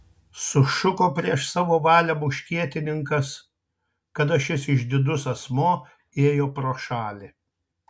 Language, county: Lithuanian, Tauragė